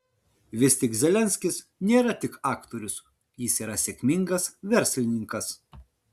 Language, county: Lithuanian, Vilnius